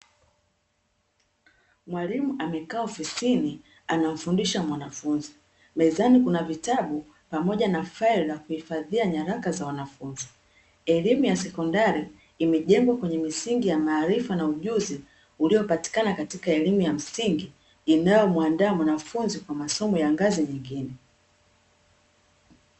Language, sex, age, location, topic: Swahili, female, 36-49, Dar es Salaam, education